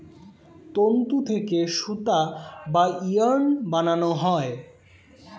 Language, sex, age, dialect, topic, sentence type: Bengali, male, 18-24, Standard Colloquial, agriculture, statement